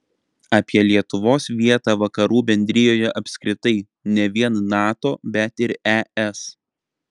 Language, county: Lithuanian, Panevėžys